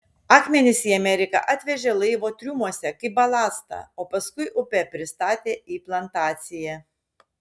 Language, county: Lithuanian, Šiauliai